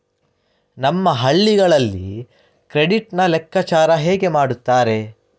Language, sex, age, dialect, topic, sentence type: Kannada, male, 31-35, Coastal/Dakshin, banking, question